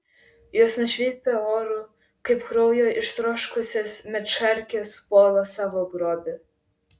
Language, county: Lithuanian, Klaipėda